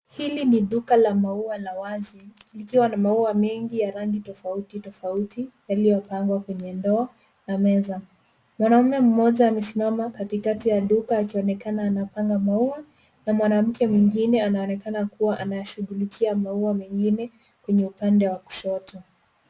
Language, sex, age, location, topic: Swahili, female, 18-24, Nairobi, finance